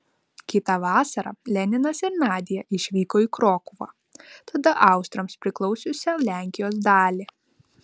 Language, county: Lithuanian, Vilnius